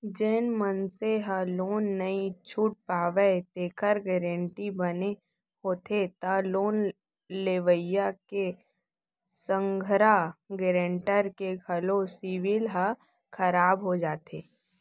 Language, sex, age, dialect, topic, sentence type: Chhattisgarhi, female, 18-24, Central, banking, statement